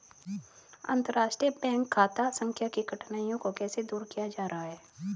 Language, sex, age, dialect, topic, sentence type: Hindi, female, 36-40, Hindustani Malvi Khadi Boli, banking, statement